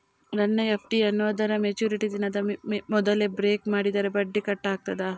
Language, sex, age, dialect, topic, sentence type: Kannada, female, 18-24, Coastal/Dakshin, banking, question